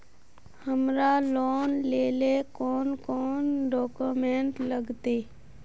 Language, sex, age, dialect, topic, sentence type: Magahi, female, 18-24, Northeastern/Surjapuri, banking, question